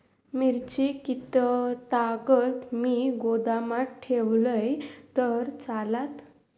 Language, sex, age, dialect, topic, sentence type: Marathi, female, 51-55, Southern Konkan, agriculture, question